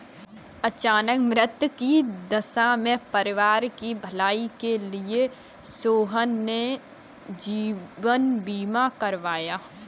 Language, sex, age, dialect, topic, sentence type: Hindi, female, 25-30, Kanauji Braj Bhasha, banking, statement